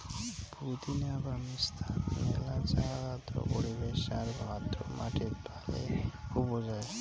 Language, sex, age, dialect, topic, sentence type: Bengali, male, 18-24, Rajbangshi, agriculture, statement